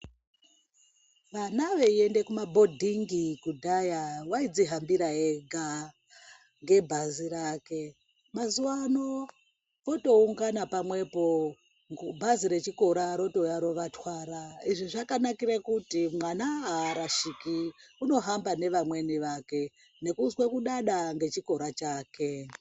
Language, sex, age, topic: Ndau, female, 36-49, education